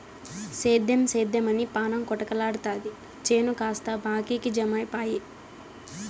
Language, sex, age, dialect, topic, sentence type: Telugu, female, 18-24, Southern, agriculture, statement